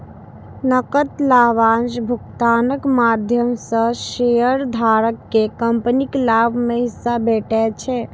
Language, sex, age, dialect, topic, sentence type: Maithili, female, 18-24, Eastern / Thethi, banking, statement